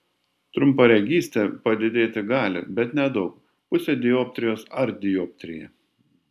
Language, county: Lithuanian, Panevėžys